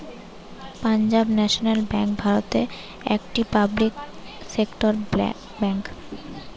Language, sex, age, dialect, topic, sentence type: Bengali, female, 18-24, Western, banking, statement